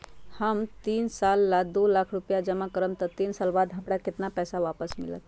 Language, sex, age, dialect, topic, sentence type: Magahi, female, 51-55, Western, banking, question